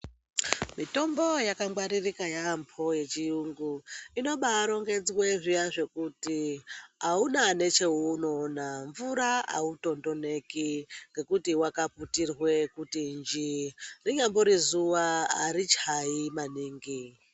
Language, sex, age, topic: Ndau, male, 25-35, health